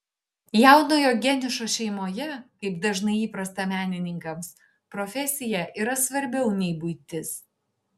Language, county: Lithuanian, Šiauliai